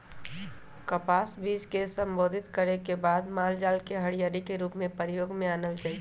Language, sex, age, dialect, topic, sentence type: Magahi, male, 18-24, Western, agriculture, statement